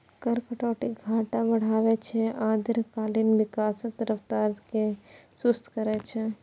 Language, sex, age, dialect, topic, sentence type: Maithili, female, 41-45, Eastern / Thethi, banking, statement